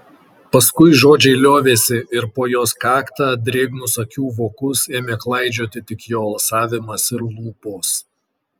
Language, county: Lithuanian, Kaunas